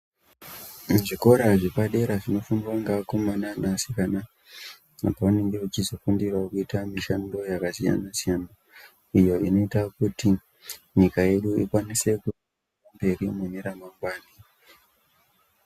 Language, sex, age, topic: Ndau, male, 25-35, education